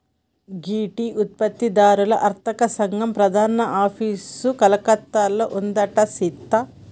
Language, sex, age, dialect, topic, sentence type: Telugu, female, 31-35, Telangana, agriculture, statement